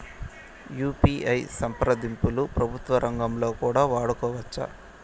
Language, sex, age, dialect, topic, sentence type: Telugu, male, 18-24, Southern, banking, question